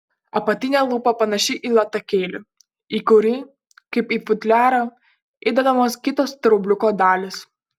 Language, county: Lithuanian, Panevėžys